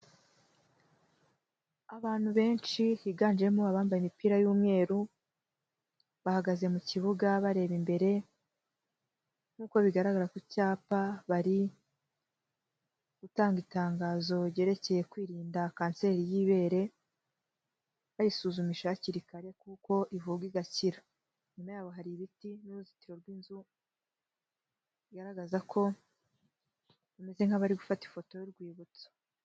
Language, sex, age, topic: Kinyarwanda, female, 18-24, health